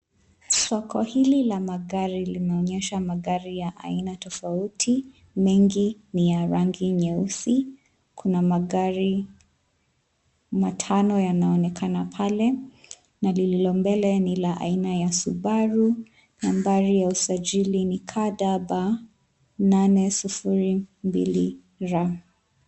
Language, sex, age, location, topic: Swahili, female, 25-35, Nairobi, finance